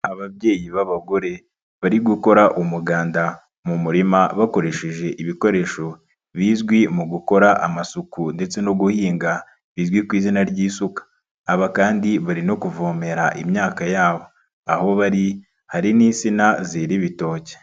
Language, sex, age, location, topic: Kinyarwanda, male, 25-35, Nyagatare, agriculture